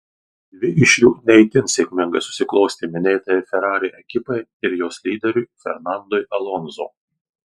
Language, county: Lithuanian, Marijampolė